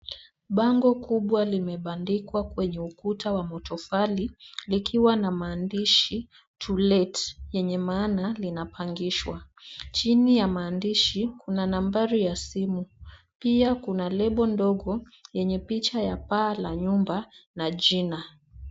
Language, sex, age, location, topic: Swahili, female, 25-35, Nairobi, finance